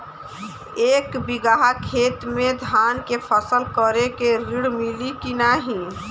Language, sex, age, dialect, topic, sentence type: Bhojpuri, female, <18, Western, agriculture, question